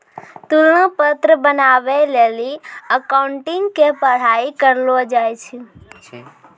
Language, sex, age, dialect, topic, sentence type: Maithili, female, 18-24, Angika, banking, statement